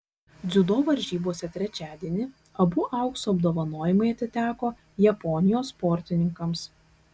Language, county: Lithuanian, Kaunas